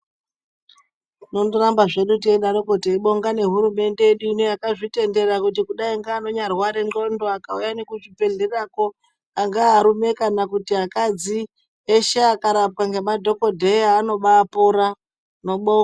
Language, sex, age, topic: Ndau, male, 18-24, health